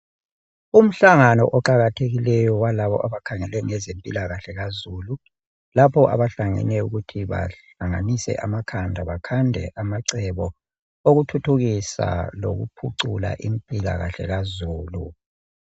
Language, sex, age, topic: North Ndebele, male, 36-49, health